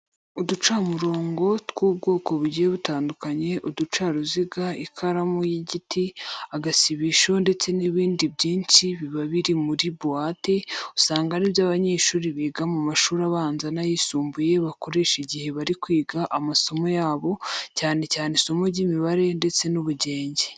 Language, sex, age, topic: Kinyarwanda, female, 25-35, education